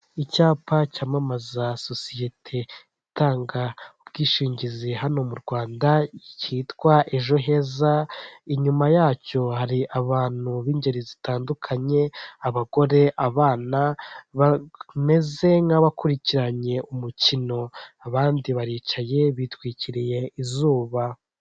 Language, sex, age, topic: Kinyarwanda, male, 18-24, finance